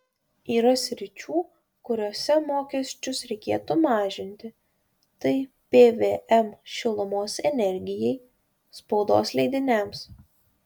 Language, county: Lithuanian, Kaunas